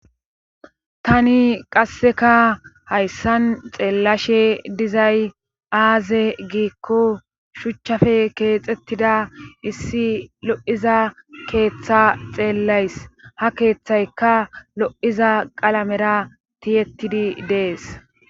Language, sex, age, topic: Gamo, female, 25-35, government